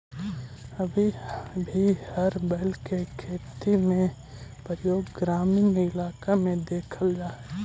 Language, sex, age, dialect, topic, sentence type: Magahi, male, 18-24, Central/Standard, banking, statement